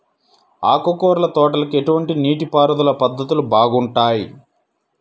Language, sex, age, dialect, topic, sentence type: Telugu, male, 31-35, Central/Coastal, agriculture, question